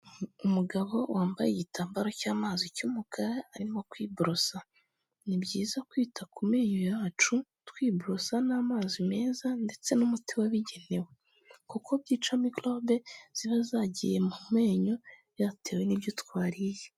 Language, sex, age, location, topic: Kinyarwanda, female, 18-24, Kigali, health